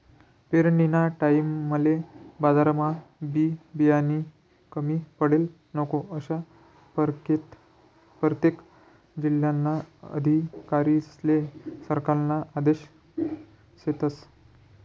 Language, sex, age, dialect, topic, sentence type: Marathi, male, 56-60, Northern Konkan, agriculture, statement